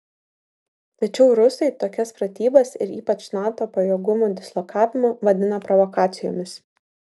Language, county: Lithuanian, Vilnius